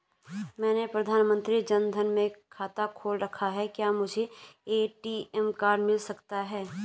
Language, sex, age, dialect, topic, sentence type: Hindi, male, 18-24, Garhwali, banking, question